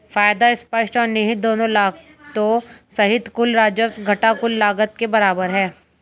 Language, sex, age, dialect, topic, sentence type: Hindi, female, 25-30, Hindustani Malvi Khadi Boli, banking, statement